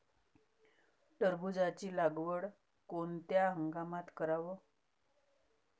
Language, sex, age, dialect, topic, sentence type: Marathi, female, 31-35, Varhadi, agriculture, question